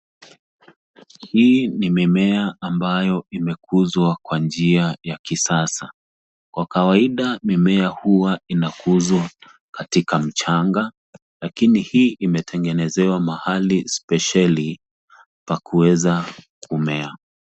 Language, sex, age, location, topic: Swahili, male, 36-49, Nairobi, agriculture